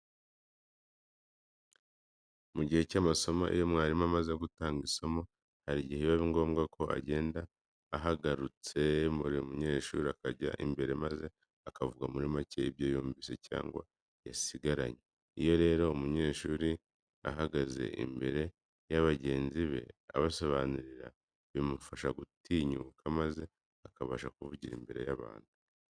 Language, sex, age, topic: Kinyarwanda, male, 25-35, education